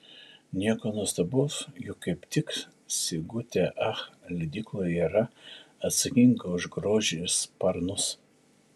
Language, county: Lithuanian, Šiauliai